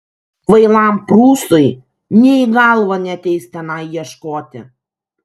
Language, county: Lithuanian, Kaunas